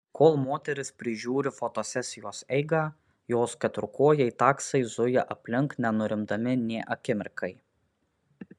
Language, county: Lithuanian, Alytus